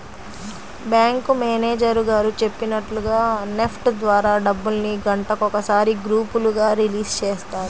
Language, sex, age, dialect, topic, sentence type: Telugu, female, 25-30, Central/Coastal, banking, statement